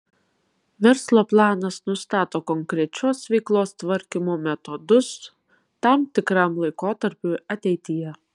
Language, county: Lithuanian, Kaunas